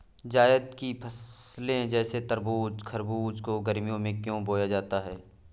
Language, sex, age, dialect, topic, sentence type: Hindi, male, 18-24, Awadhi Bundeli, agriculture, question